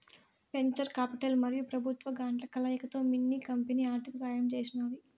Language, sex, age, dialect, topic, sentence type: Telugu, female, 56-60, Southern, banking, statement